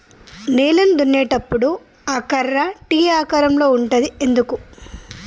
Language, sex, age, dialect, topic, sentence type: Telugu, female, 46-50, Telangana, agriculture, question